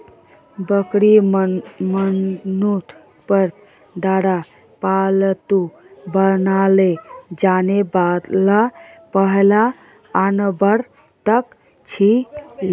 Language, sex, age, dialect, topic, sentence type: Magahi, female, 25-30, Northeastern/Surjapuri, agriculture, statement